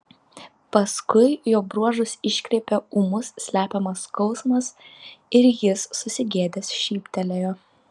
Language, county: Lithuanian, Vilnius